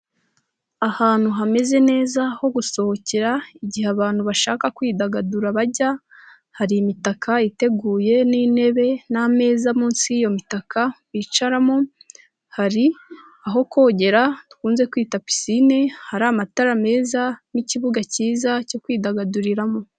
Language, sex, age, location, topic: Kinyarwanda, female, 18-24, Nyagatare, finance